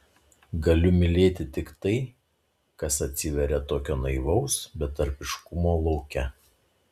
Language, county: Lithuanian, Šiauliai